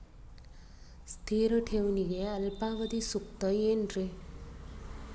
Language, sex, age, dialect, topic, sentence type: Kannada, female, 36-40, Dharwad Kannada, banking, question